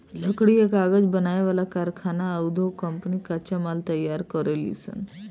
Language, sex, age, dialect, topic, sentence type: Bhojpuri, female, 18-24, Southern / Standard, agriculture, statement